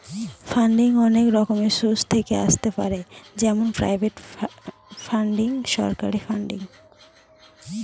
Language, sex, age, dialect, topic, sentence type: Bengali, female, 18-24, Northern/Varendri, banking, statement